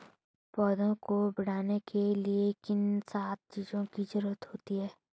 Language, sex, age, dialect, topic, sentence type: Hindi, female, 18-24, Hindustani Malvi Khadi Boli, agriculture, question